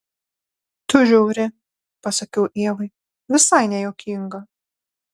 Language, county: Lithuanian, Panevėžys